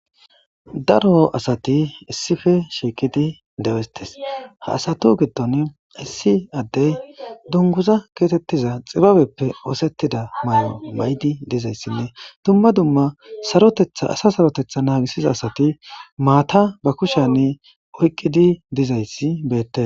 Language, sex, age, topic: Gamo, male, 18-24, government